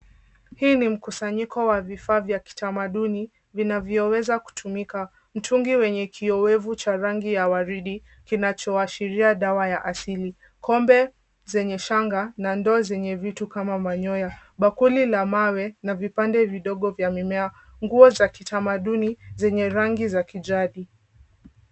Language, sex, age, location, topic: Swahili, female, 18-24, Kisumu, health